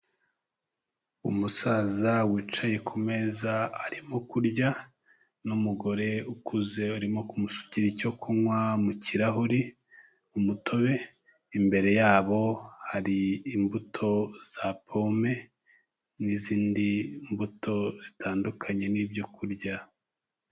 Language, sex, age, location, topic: Kinyarwanda, male, 25-35, Kigali, health